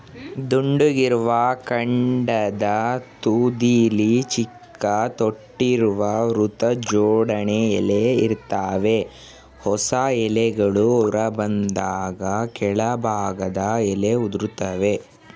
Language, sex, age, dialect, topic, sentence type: Kannada, male, 18-24, Mysore Kannada, agriculture, statement